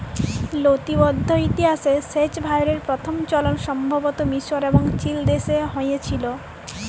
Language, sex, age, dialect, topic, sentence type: Bengali, female, 18-24, Jharkhandi, agriculture, statement